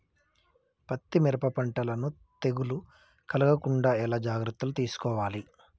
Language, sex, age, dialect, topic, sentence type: Telugu, male, 25-30, Telangana, agriculture, question